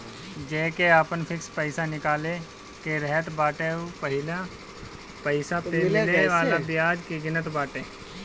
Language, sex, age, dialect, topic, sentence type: Bhojpuri, male, 25-30, Northern, banking, statement